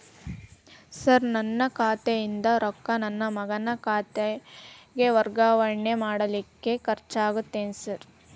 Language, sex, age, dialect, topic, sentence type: Kannada, female, 18-24, Dharwad Kannada, banking, question